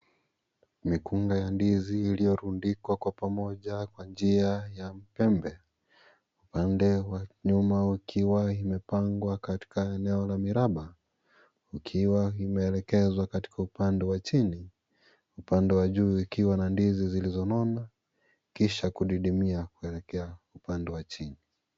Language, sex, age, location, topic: Swahili, male, 18-24, Kisii, agriculture